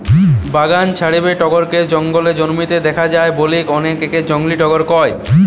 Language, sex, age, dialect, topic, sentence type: Bengali, male, 18-24, Western, agriculture, statement